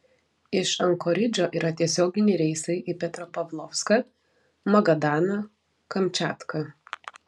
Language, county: Lithuanian, Panevėžys